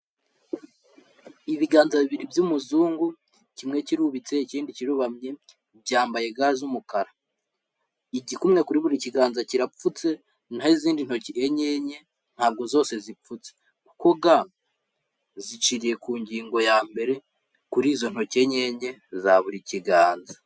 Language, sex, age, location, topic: Kinyarwanda, male, 25-35, Kigali, health